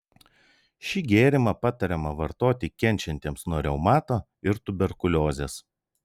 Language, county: Lithuanian, Vilnius